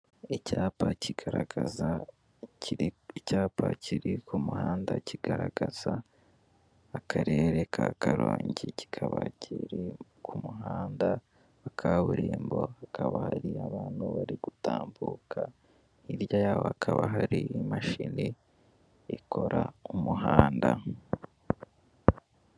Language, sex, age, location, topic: Kinyarwanda, male, 18-24, Kigali, government